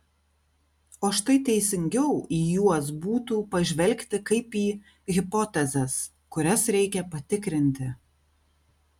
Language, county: Lithuanian, Kaunas